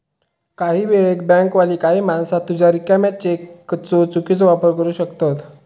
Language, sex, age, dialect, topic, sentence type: Marathi, male, 18-24, Southern Konkan, banking, statement